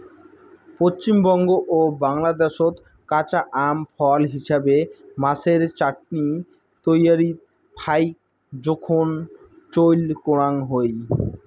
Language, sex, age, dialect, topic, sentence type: Bengali, male, 18-24, Rajbangshi, agriculture, statement